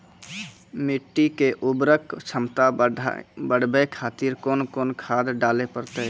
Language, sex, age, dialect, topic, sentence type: Maithili, female, 25-30, Angika, agriculture, question